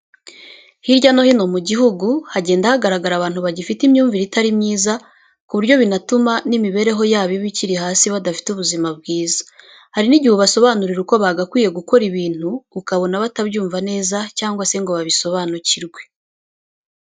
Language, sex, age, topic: Kinyarwanda, female, 25-35, education